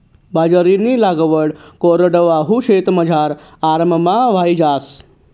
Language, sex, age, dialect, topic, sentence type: Marathi, male, 36-40, Northern Konkan, agriculture, statement